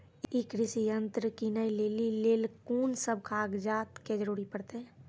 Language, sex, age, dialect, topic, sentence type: Maithili, female, 18-24, Angika, agriculture, question